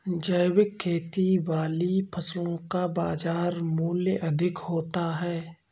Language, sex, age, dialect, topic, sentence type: Hindi, male, 25-30, Awadhi Bundeli, agriculture, statement